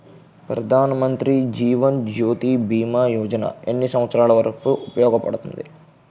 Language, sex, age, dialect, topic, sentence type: Telugu, male, 18-24, Utterandhra, banking, question